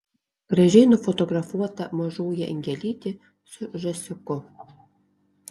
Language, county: Lithuanian, Alytus